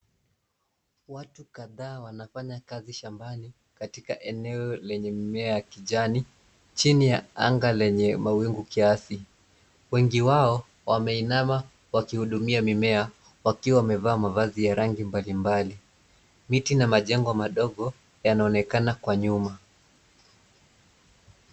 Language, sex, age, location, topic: Swahili, male, 25-35, Nairobi, agriculture